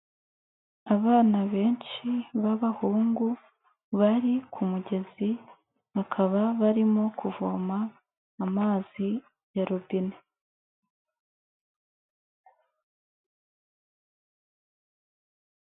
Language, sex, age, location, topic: Kinyarwanda, female, 25-35, Kigali, health